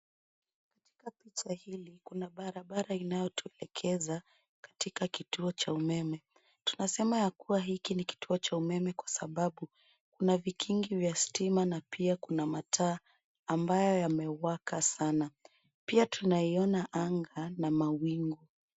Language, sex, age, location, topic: Swahili, female, 25-35, Nairobi, government